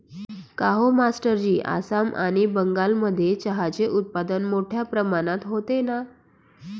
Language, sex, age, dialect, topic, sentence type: Marathi, female, 46-50, Northern Konkan, agriculture, statement